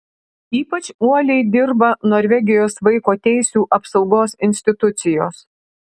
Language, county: Lithuanian, Alytus